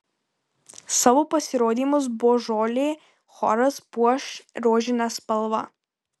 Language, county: Lithuanian, Marijampolė